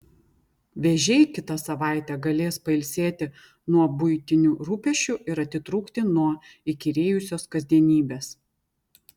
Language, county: Lithuanian, Vilnius